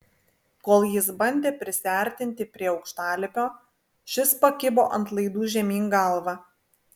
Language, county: Lithuanian, Vilnius